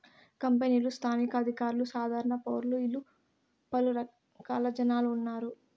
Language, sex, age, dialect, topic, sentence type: Telugu, female, 18-24, Southern, banking, statement